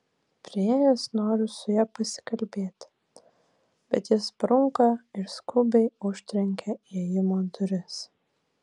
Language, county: Lithuanian, Vilnius